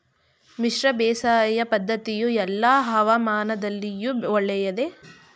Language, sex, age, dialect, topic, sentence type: Kannada, female, 36-40, Mysore Kannada, agriculture, question